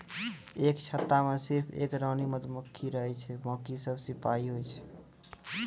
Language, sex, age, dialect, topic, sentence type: Maithili, male, 41-45, Angika, agriculture, statement